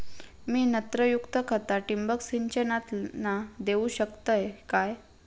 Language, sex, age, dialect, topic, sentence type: Marathi, female, 56-60, Southern Konkan, agriculture, question